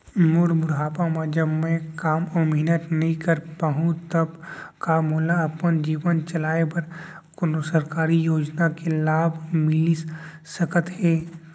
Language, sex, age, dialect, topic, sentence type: Chhattisgarhi, male, 18-24, Central, banking, question